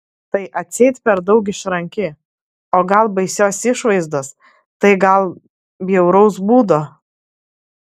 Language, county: Lithuanian, Klaipėda